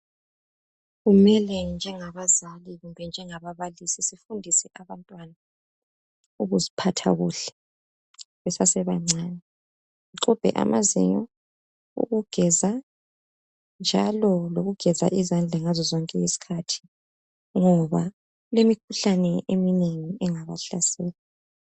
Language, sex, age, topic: North Ndebele, female, 25-35, health